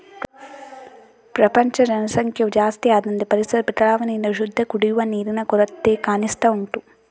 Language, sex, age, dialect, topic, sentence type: Kannada, female, 18-24, Coastal/Dakshin, agriculture, statement